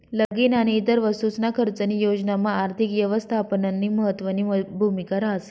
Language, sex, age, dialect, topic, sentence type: Marathi, female, 56-60, Northern Konkan, banking, statement